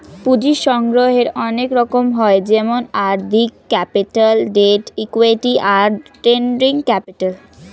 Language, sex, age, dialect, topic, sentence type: Bengali, female, 60-100, Standard Colloquial, banking, statement